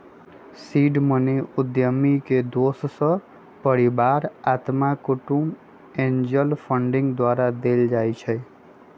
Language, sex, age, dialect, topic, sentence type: Magahi, male, 25-30, Western, banking, statement